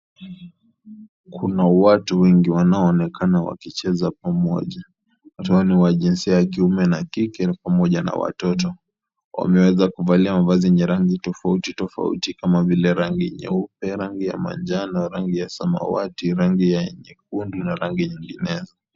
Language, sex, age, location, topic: Swahili, male, 18-24, Kisii, health